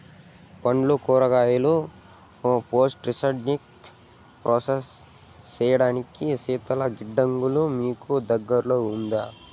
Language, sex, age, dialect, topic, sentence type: Telugu, male, 18-24, Southern, agriculture, question